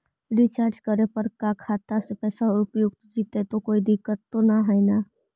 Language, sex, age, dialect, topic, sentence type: Magahi, female, 25-30, Central/Standard, banking, question